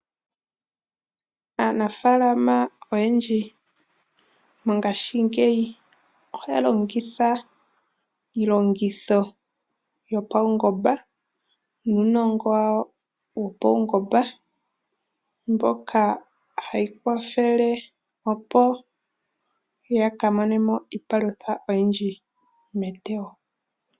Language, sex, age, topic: Oshiwambo, female, 18-24, agriculture